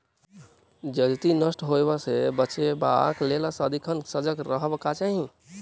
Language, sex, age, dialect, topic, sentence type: Maithili, male, 18-24, Southern/Standard, agriculture, statement